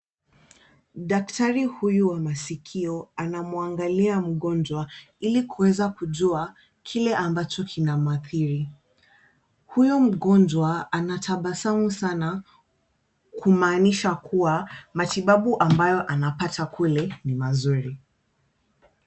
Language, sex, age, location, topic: Swahili, female, 25-35, Kisumu, health